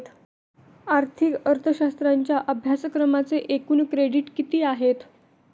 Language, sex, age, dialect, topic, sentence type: Marathi, female, 18-24, Standard Marathi, banking, statement